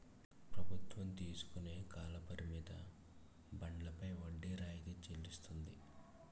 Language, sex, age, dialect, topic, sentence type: Telugu, male, 18-24, Utterandhra, banking, statement